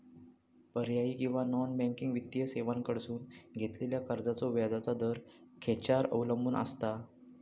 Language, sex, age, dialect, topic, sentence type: Marathi, male, 31-35, Southern Konkan, banking, question